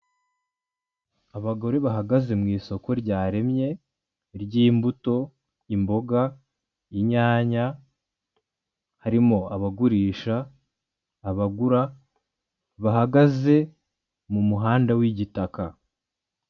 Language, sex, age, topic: Kinyarwanda, male, 25-35, finance